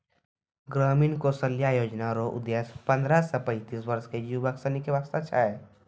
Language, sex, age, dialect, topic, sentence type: Maithili, male, 18-24, Angika, banking, statement